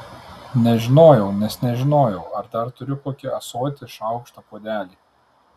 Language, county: Lithuanian, Tauragė